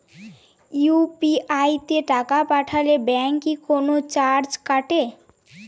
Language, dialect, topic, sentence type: Bengali, Jharkhandi, banking, question